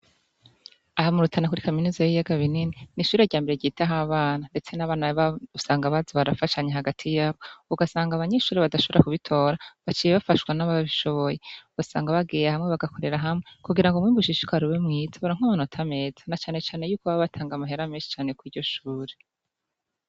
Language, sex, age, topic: Rundi, female, 25-35, education